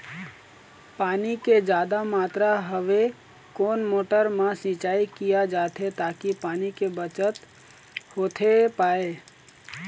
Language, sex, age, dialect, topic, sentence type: Chhattisgarhi, male, 18-24, Eastern, agriculture, question